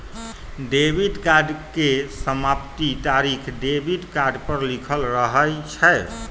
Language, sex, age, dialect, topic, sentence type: Magahi, male, 31-35, Western, banking, statement